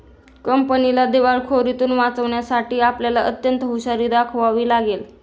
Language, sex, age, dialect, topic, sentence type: Marathi, female, 18-24, Standard Marathi, banking, statement